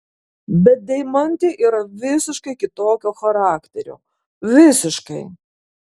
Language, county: Lithuanian, Kaunas